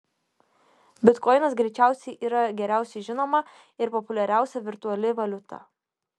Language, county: Lithuanian, Šiauliai